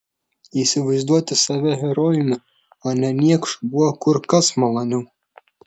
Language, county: Lithuanian, Šiauliai